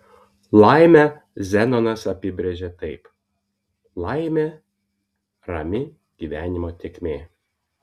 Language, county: Lithuanian, Vilnius